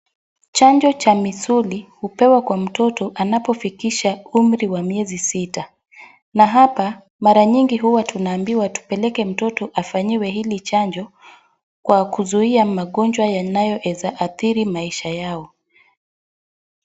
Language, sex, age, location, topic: Swahili, female, 25-35, Wajir, health